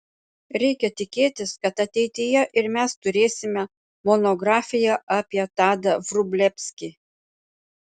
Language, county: Lithuanian, Panevėžys